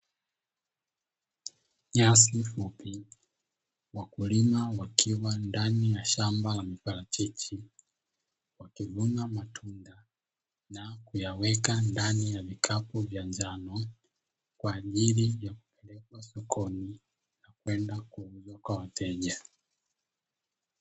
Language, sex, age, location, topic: Swahili, male, 18-24, Dar es Salaam, agriculture